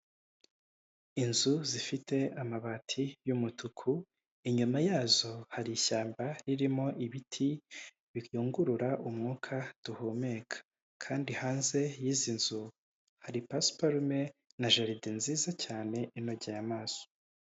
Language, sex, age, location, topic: Kinyarwanda, male, 25-35, Kigali, government